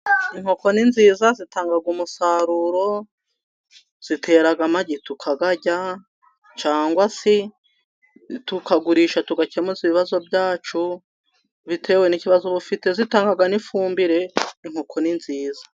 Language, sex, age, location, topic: Kinyarwanda, female, 36-49, Musanze, agriculture